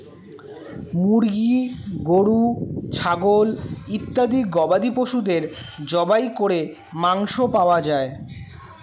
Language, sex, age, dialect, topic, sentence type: Bengali, male, 18-24, Standard Colloquial, agriculture, statement